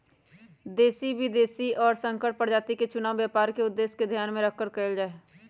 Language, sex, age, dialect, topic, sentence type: Magahi, female, 31-35, Western, agriculture, statement